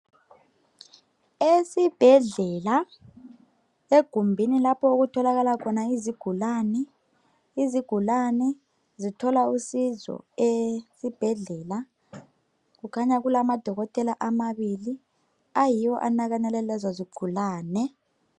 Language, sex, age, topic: North Ndebele, male, 25-35, health